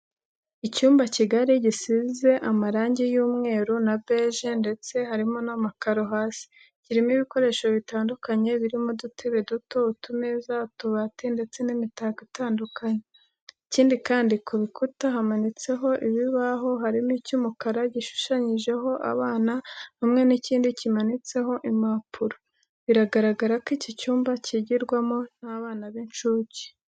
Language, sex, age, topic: Kinyarwanda, female, 36-49, education